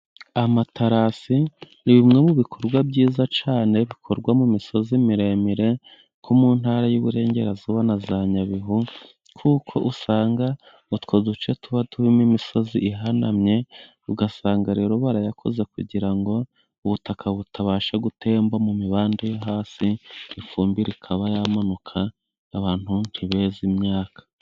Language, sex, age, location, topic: Kinyarwanda, male, 25-35, Musanze, agriculture